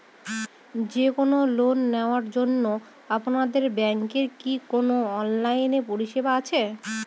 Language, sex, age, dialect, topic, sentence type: Bengali, female, 25-30, Northern/Varendri, banking, question